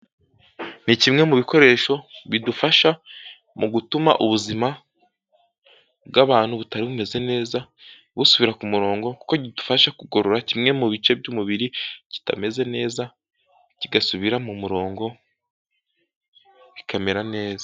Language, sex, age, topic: Kinyarwanda, male, 18-24, health